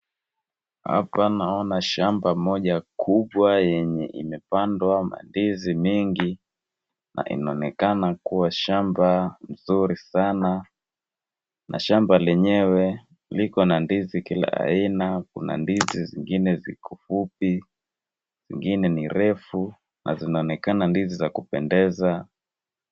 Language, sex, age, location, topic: Swahili, female, 36-49, Wajir, agriculture